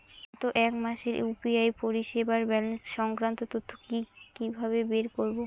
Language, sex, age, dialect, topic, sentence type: Bengali, female, 18-24, Rajbangshi, banking, question